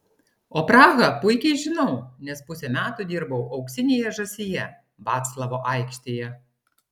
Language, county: Lithuanian, Klaipėda